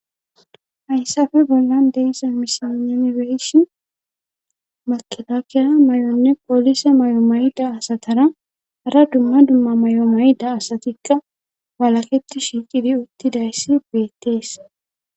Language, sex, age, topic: Gamo, female, 25-35, government